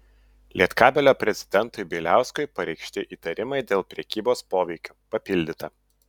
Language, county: Lithuanian, Utena